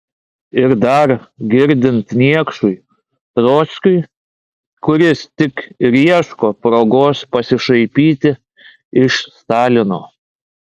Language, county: Lithuanian, Klaipėda